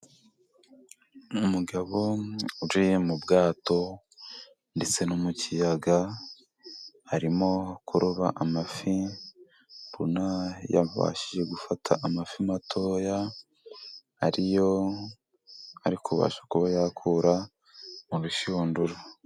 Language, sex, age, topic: Kinyarwanda, female, 18-24, agriculture